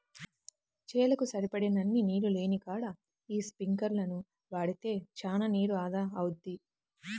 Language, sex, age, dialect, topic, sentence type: Telugu, female, 18-24, Central/Coastal, agriculture, statement